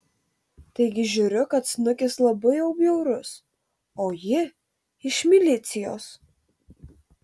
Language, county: Lithuanian, Telšiai